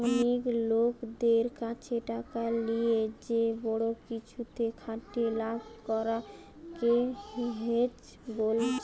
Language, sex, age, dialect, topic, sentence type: Bengali, female, 18-24, Western, banking, statement